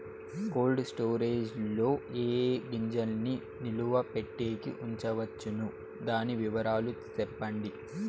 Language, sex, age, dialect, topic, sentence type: Telugu, male, 18-24, Southern, agriculture, question